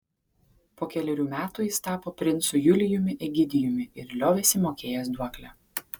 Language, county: Lithuanian, Kaunas